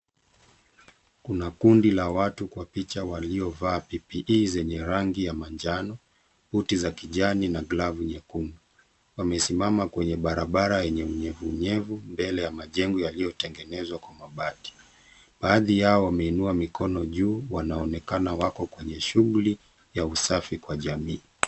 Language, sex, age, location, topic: Swahili, male, 36-49, Nairobi, government